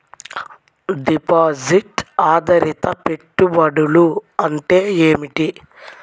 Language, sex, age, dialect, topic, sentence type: Telugu, male, 18-24, Central/Coastal, banking, question